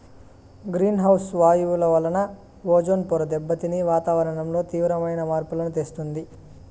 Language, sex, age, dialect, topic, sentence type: Telugu, male, 18-24, Southern, agriculture, statement